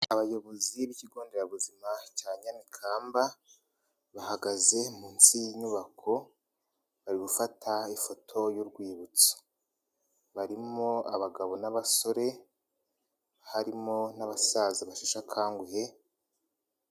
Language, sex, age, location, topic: Kinyarwanda, male, 18-24, Nyagatare, health